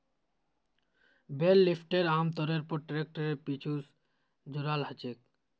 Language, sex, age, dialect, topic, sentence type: Magahi, male, 18-24, Northeastern/Surjapuri, agriculture, statement